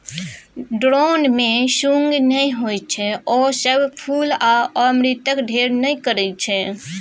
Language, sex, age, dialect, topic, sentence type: Maithili, female, 25-30, Bajjika, agriculture, statement